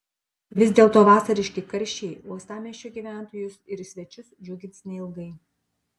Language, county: Lithuanian, Panevėžys